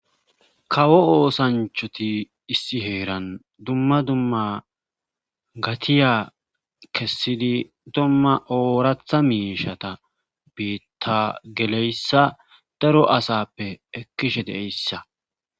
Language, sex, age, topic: Gamo, male, 25-35, government